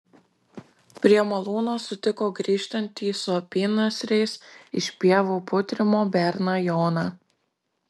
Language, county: Lithuanian, Marijampolė